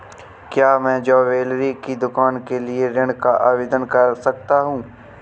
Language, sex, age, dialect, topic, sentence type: Hindi, male, 18-24, Awadhi Bundeli, banking, question